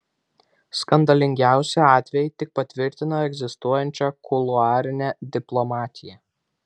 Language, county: Lithuanian, Vilnius